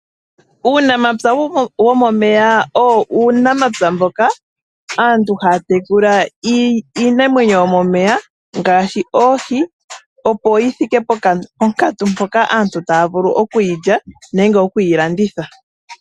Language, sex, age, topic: Oshiwambo, female, 18-24, agriculture